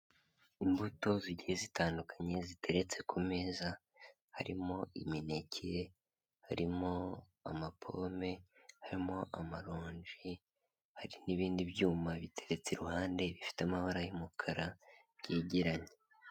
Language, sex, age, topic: Kinyarwanda, male, 18-24, health